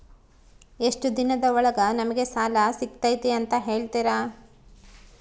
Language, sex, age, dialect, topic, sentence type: Kannada, female, 36-40, Central, banking, question